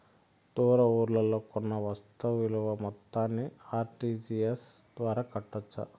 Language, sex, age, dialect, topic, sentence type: Telugu, male, 31-35, Southern, banking, question